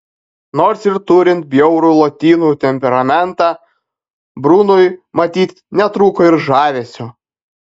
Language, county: Lithuanian, Panevėžys